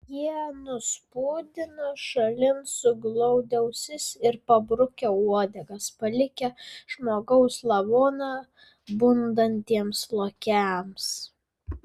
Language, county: Lithuanian, Vilnius